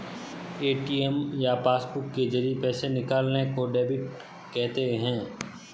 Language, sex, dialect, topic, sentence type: Hindi, male, Marwari Dhudhari, banking, statement